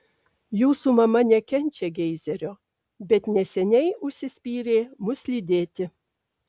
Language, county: Lithuanian, Alytus